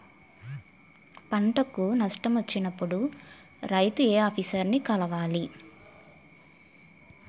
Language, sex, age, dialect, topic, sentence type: Telugu, female, 18-24, Utterandhra, agriculture, question